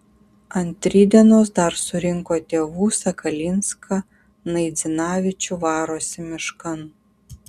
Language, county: Lithuanian, Kaunas